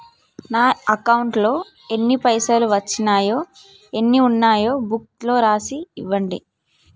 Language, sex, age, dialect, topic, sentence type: Telugu, female, 18-24, Telangana, banking, question